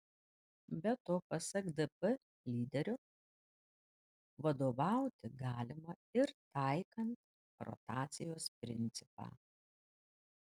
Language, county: Lithuanian, Panevėžys